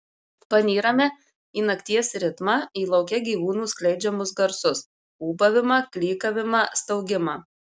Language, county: Lithuanian, Marijampolė